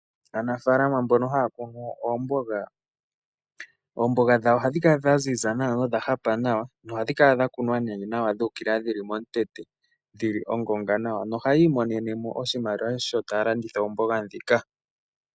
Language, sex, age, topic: Oshiwambo, male, 18-24, agriculture